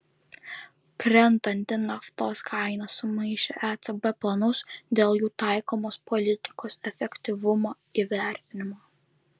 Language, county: Lithuanian, Vilnius